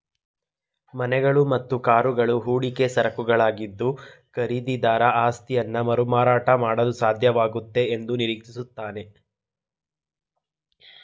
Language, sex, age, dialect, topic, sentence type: Kannada, male, 18-24, Mysore Kannada, banking, statement